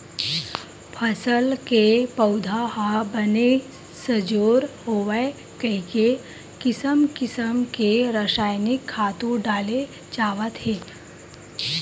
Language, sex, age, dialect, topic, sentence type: Chhattisgarhi, female, 25-30, Western/Budati/Khatahi, agriculture, statement